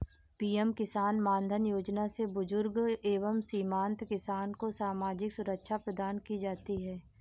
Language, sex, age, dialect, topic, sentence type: Hindi, female, 18-24, Awadhi Bundeli, agriculture, statement